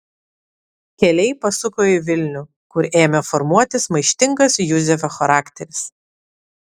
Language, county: Lithuanian, Vilnius